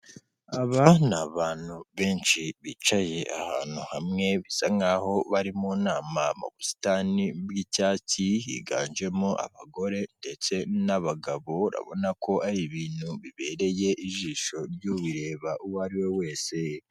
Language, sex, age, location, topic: Kinyarwanda, male, 25-35, Kigali, health